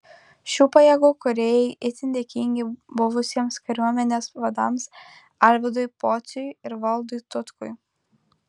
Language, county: Lithuanian, Kaunas